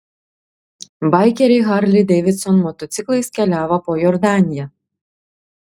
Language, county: Lithuanian, Klaipėda